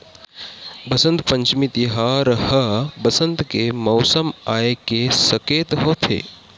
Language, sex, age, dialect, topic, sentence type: Chhattisgarhi, male, 18-24, Western/Budati/Khatahi, agriculture, statement